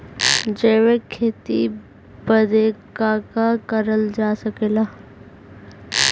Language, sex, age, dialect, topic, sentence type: Bhojpuri, male, 25-30, Western, agriculture, question